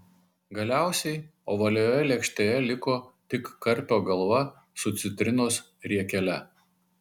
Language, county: Lithuanian, Marijampolė